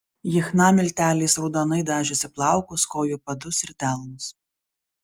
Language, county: Lithuanian, Šiauliai